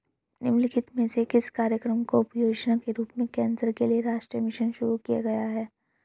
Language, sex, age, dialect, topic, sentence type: Hindi, male, 18-24, Hindustani Malvi Khadi Boli, banking, question